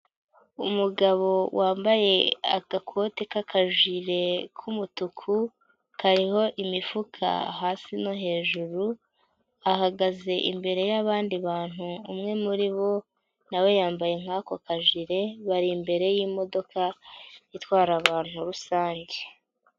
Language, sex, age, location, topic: Kinyarwanda, female, 18-24, Nyagatare, government